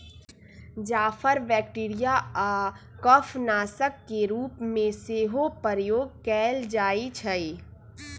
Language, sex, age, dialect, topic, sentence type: Magahi, female, 25-30, Western, agriculture, statement